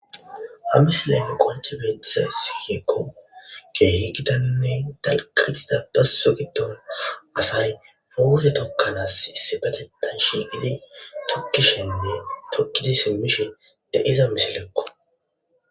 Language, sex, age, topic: Gamo, male, 18-24, agriculture